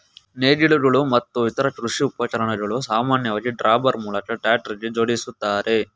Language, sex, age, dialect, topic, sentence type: Kannada, male, 18-24, Mysore Kannada, agriculture, statement